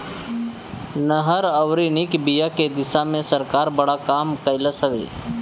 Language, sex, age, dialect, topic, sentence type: Bhojpuri, male, 25-30, Northern, agriculture, statement